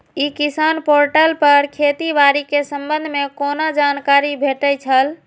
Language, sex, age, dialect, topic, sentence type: Maithili, female, 36-40, Eastern / Thethi, agriculture, question